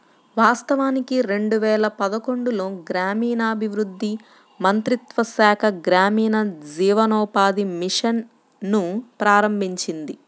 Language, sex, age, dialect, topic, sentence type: Telugu, female, 25-30, Central/Coastal, banking, statement